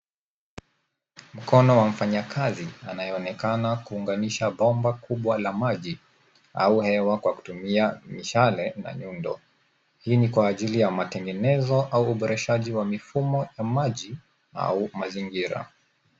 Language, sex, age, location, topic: Swahili, male, 18-24, Nairobi, government